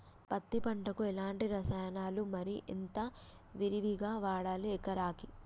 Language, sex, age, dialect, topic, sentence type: Telugu, female, 25-30, Telangana, agriculture, question